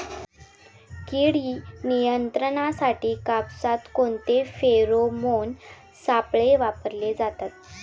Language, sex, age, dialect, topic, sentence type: Marathi, female, 18-24, Standard Marathi, agriculture, question